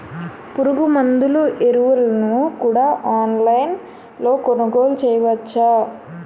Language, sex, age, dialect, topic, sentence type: Telugu, female, 25-30, Utterandhra, agriculture, question